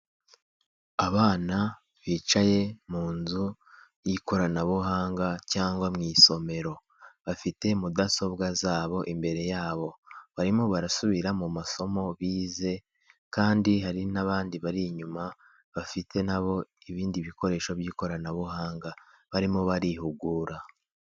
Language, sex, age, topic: Kinyarwanda, male, 25-35, government